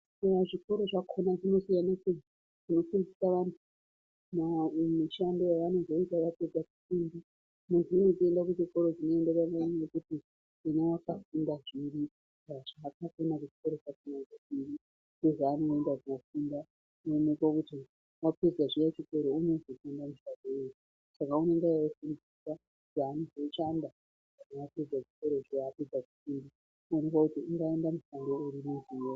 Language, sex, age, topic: Ndau, female, 36-49, education